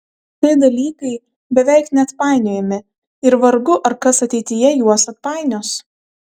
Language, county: Lithuanian, Kaunas